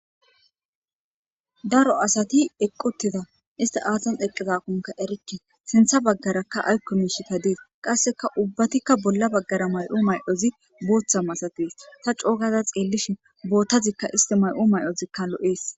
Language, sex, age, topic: Gamo, female, 25-35, government